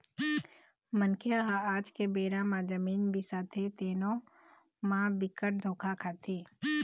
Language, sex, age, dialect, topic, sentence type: Chhattisgarhi, female, 25-30, Eastern, banking, statement